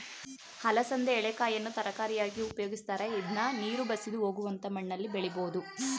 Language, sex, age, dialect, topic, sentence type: Kannada, male, 31-35, Mysore Kannada, agriculture, statement